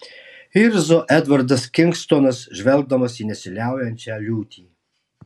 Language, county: Lithuanian, Alytus